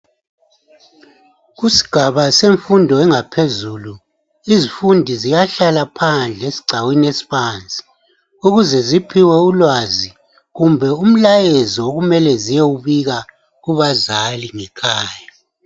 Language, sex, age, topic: North Ndebele, male, 50+, education